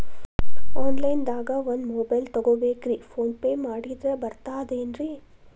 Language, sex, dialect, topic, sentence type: Kannada, female, Dharwad Kannada, banking, question